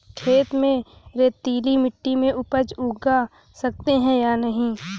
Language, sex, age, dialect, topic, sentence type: Hindi, female, 31-35, Hindustani Malvi Khadi Boli, agriculture, question